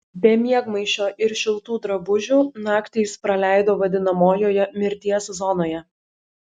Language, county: Lithuanian, Šiauliai